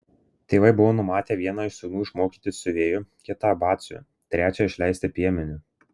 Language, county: Lithuanian, Marijampolė